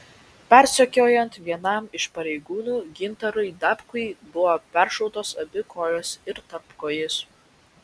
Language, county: Lithuanian, Vilnius